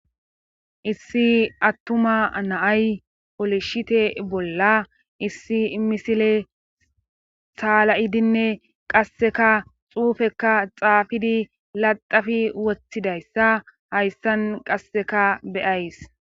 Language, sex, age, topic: Gamo, female, 25-35, government